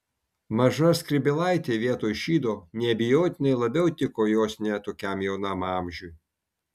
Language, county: Lithuanian, Kaunas